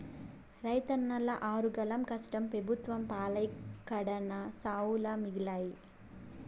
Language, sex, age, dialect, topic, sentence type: Telugu, female, 18-24, Southern, agriculture, statement